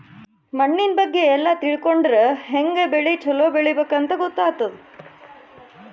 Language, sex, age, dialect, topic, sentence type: Kannada, female, 31-35, Northeastern, agriculture, statement